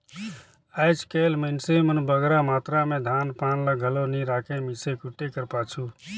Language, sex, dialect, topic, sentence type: Chhattisgarhi, male, Northern/Bhandar, agriculture, statement